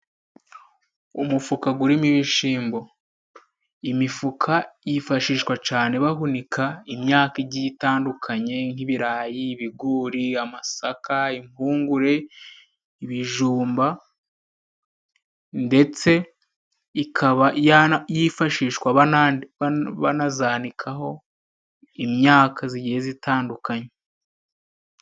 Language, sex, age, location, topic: Kinyarwanda, male, 18-24, Musanze, agriculture